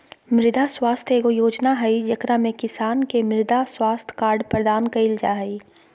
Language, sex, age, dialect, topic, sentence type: Magahi, female, 25-30, Southern, agriculture, statement